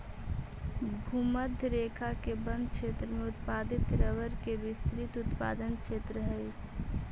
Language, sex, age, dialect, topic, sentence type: Magahi, female, 18-24, Central/Standard, banking, statement